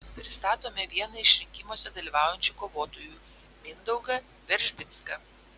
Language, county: Lithuanian, Vilnius